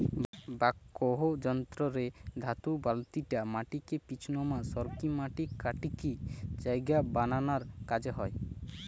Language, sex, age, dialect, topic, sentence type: Bengali, male, 18-24, Western, agriculture, statement